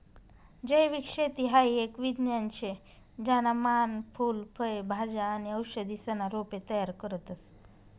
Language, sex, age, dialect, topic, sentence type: Marathi, female, 25-30, Northern Konkan, agriculture, statement